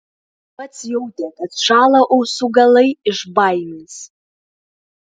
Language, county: Lithuanian, Klaipėda